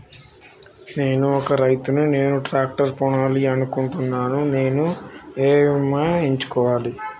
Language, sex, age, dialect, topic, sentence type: Telugu, male, 18-24, Telangana, agriculture, question